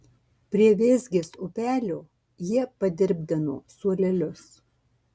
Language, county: Lithuanian, Marijampolė